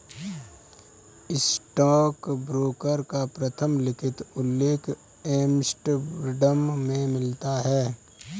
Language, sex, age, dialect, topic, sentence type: Hindi, male, 25-30, Kanauji Braj Bhasha, banking, statement